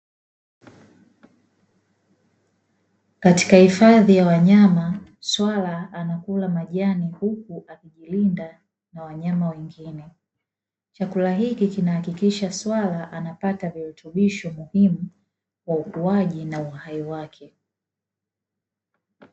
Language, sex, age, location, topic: Swahili, female, 25-35, Dar es Salaam, agriculture